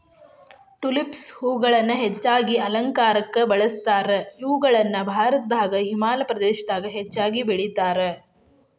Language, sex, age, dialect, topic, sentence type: Kannada, female, 25-30, Dharwad Kannada, agriculture, statement